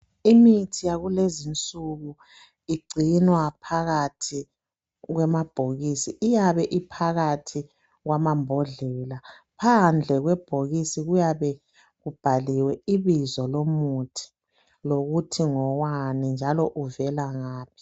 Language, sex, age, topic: North Ndebele, male, 50+, health